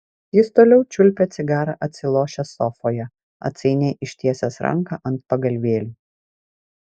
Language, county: Lithuanian, Vilnius